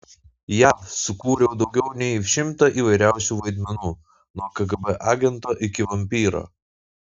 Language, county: Lithuanian, Utena